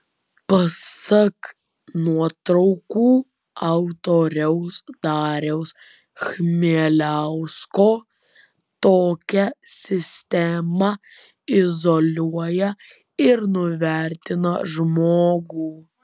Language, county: Lithuanian, Vilnius